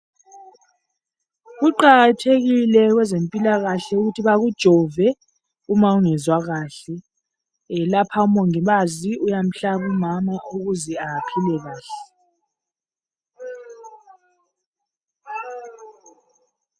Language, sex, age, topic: North Ndebele, female, 36-49, health